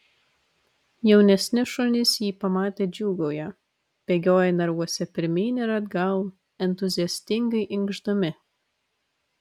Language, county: Lithuanian, Vilnius